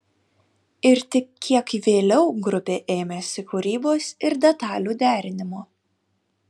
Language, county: Lithuanian, Kaunas